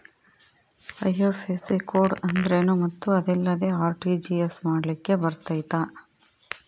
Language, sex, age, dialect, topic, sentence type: Kannada, female, 56-60, Central, banking, question